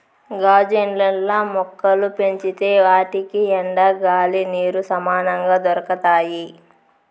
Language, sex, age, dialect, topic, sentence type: Telugu, female, 25-30, Southern, agriculture, statement